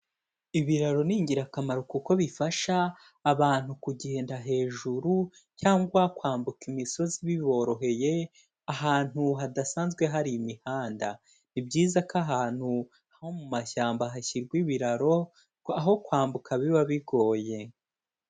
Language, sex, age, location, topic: Kinyarwanda, male, 18-24, Kigali, agriculture